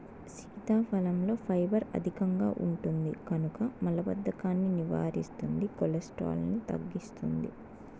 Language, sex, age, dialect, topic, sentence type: Telugu, female, 18-24, Southern, agriculture, statement